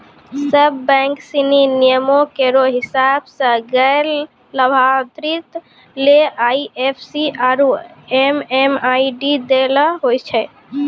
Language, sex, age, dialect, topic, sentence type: Maithili, female, 18-24, Angika, agriculture, statement